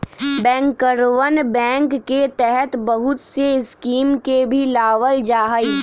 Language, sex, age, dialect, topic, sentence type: Magahi, male, 18-24, Western, banking, statement